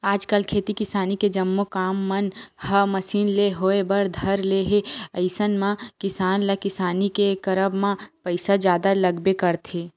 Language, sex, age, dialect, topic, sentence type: Chhattisgarhi, female, 25-30, Western/Budati/Khatahi, banking, statement